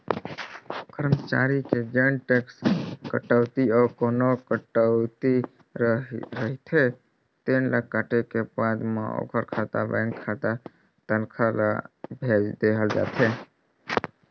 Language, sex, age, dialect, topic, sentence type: Chhattisgarhi, male, 18-24, Northern/Bhandar, banking, statement